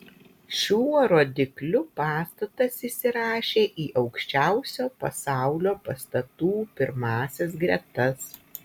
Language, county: Lithuanian, Utena